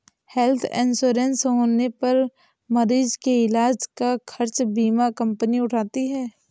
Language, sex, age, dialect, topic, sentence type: Hindi, female, 18-24, Awadhi Bundeli, banking, statement